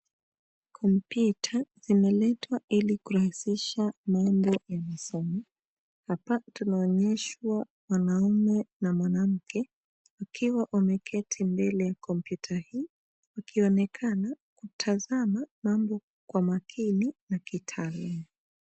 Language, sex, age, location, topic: Swahili, female, 25-35, Nairobi, education